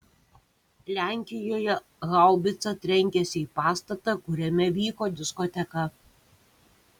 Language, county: Lithuanian, Kaunas